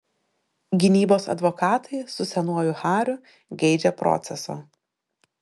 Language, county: Lithuanian, Šiauliai